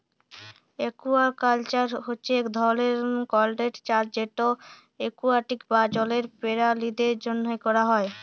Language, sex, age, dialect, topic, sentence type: Bengali, female, 18-24, Jharkhandi, agriculture, statement